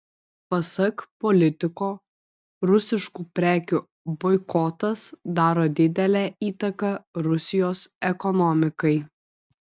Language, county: Lithuanian, Vilnius